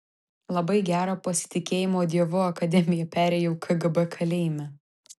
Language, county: Lithuanian, Vilnius